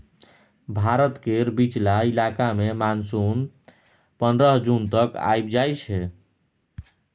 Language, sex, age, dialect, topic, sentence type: Maithili, male, 25-30, Bajjika, agriculture, statement